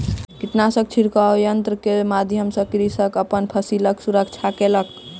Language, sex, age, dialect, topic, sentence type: Maithili, male, 25-30, Southern/Standard, agriculture, statement